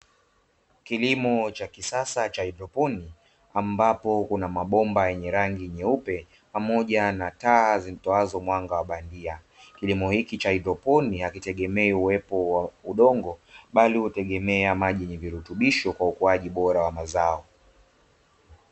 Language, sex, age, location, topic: Swahili, male, 25-35, Dar es Salaam, agriculture